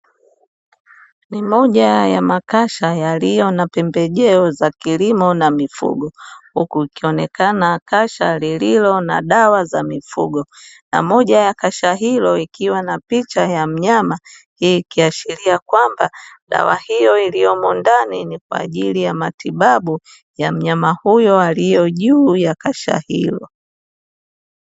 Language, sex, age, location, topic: Swahili, female, 25-35, Dar es Salaam, agriculture